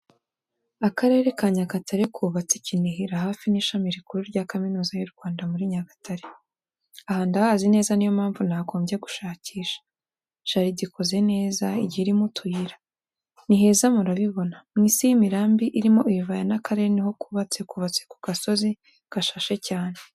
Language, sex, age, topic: Kinyarwanda, female, 18-24, education